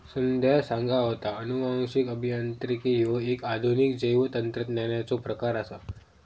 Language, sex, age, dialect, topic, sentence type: Marathi, male, 25-30, Southern Konkan, agriculture, statement